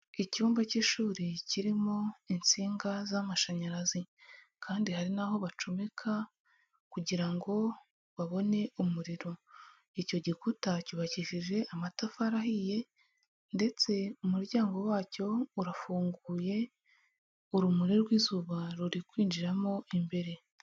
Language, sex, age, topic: Kinyarwanda, male, 25-35, education